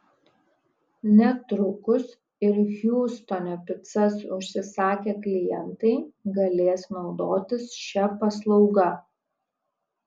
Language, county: Lithuanian, Kaunas